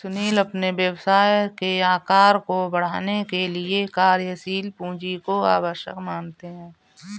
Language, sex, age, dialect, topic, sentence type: Hindi, female, 31-35, Marwari Dhudhari, banking, statement